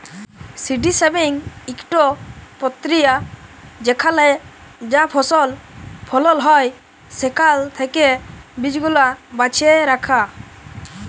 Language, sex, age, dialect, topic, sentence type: Bengali, male, <18, Jharkhandi, agriculture, statement